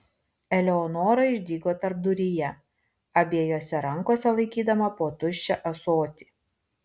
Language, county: Lithuanian, Vilnius